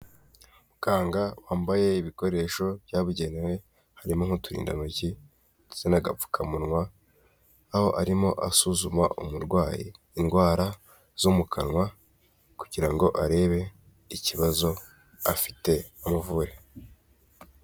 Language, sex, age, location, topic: Kinyarwanda, male, 18-24, Kigali, health